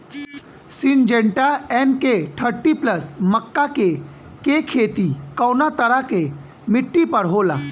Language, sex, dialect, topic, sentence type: Bhojpuri, male, Southern / Standard, agriculture, question